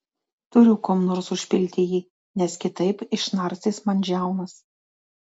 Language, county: Lithuanian, Telšiai